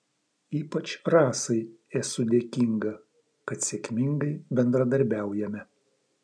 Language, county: Lithuanian, Vilnius